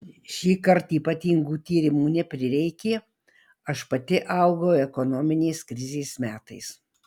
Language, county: Lithuanian, Marijampolė